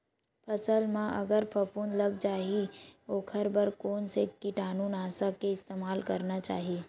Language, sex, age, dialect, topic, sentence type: Chhattisgarhi, male, 18-24, Western/Budati/Khatahi, agriculture, question